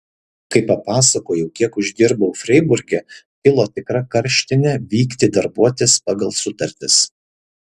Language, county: Lithuanian, Šiauliai